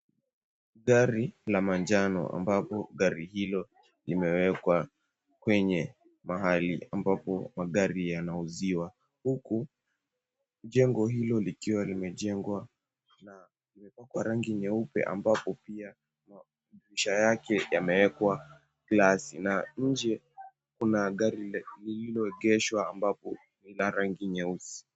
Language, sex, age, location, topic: Swahili, male, 18-24, Mombasa, finance